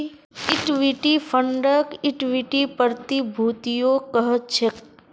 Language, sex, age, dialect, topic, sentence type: Magahi, female, 31-35, Northeastern/Surjapuri, banking, statement